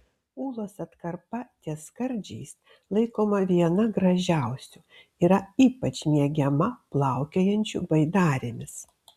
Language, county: Lithuanian, Kaunas